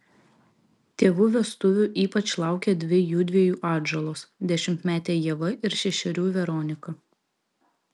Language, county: Lithuanian, Vilnius